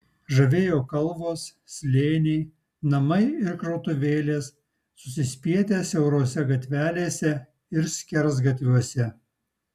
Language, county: Lithuanian, Utena